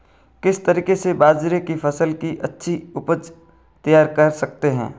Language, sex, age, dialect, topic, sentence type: Hindi, male, 41-45, Marwari Dhudhari, agriculture, question